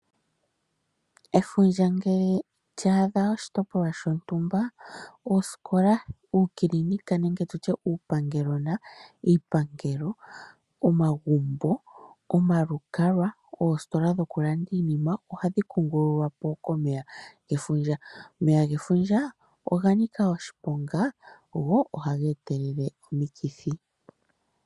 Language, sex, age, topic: Oshiwambo, female, 25-35, agriculture